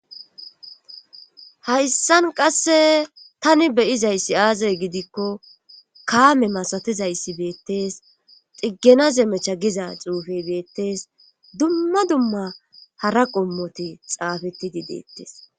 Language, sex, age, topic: Gamo, female, 25-35, government